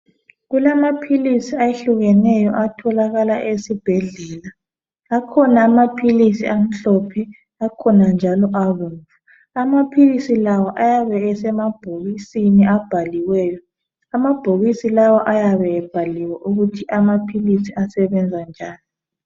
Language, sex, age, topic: North Ndebele, female, 36-49, health